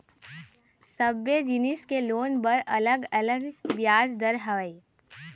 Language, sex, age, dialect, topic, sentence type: Chhattisgarhi, male, 41-45, Eastern, banking, statement